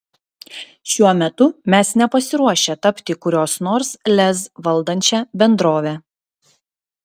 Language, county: Lithuanian, Klaipėda